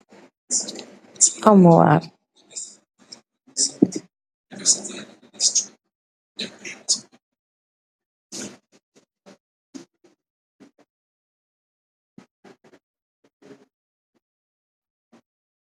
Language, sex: Wolof, female